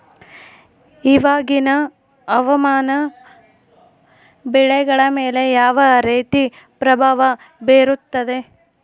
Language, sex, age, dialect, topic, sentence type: Kannada, female, 25-30, Central, agriculture, question